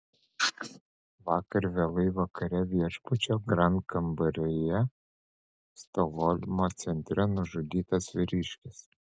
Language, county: Lithuanian, Panevėžys